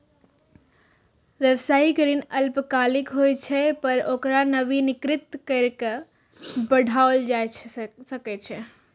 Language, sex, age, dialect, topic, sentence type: Maithili, female, 18-24, Eastern / Thethi, banking, statement